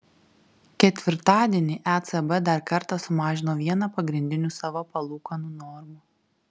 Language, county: Lithuanian, Kaunas